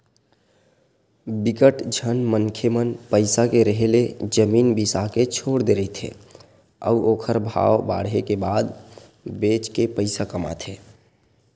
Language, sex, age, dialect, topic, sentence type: Chhattisgarhi, male, 18-24, Western/Budati/Khatahi, banking, statement